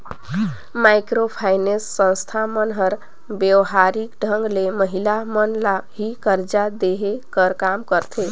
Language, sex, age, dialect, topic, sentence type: Chhattisgarhi, female, 25-30, Northern/Bhandar, banking, statement